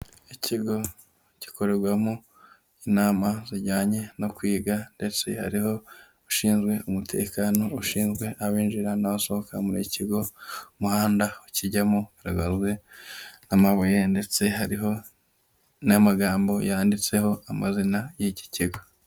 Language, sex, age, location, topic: Kinyarwanda, male, 25-35, Huye, education